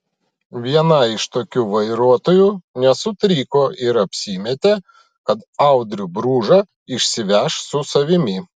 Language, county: Lithuanian, Vilnius